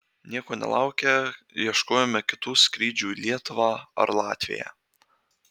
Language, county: Lithuanian, Marijampolė